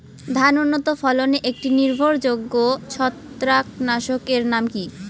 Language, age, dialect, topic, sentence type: Bengali, 25-30, Rajbangshi, agriculture, question